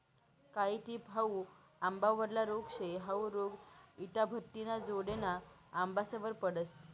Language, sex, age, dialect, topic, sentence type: Marathi, female, 18-24, Northern Konkan, agriculture, statement